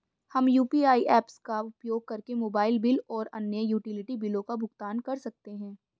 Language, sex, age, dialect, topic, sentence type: Hindi, female, 18-24, Hindustani Malvi Khadi Boli, banking, statement